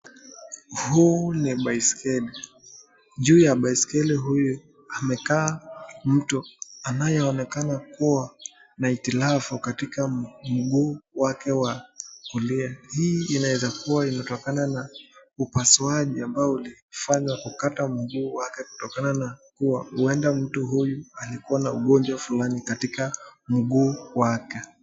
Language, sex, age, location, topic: Swahili, male, 25-35, Nakuru, education